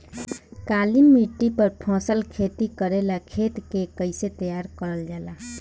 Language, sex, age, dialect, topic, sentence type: Bhojpuri, female, 18-24, Southern / Standard, agriculture, question